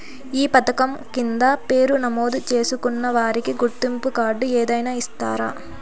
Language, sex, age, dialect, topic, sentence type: Telugu, female, 18-24, Southern, banking, question